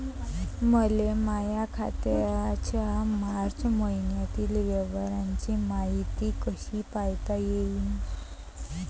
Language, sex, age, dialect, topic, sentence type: Marathi, female, 25-30, Varhadi, banking, question